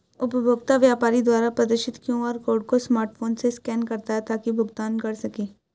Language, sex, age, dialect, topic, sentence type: Hindi, male, 18-24, Hindustani Malvi Khadi Boli, banking, statement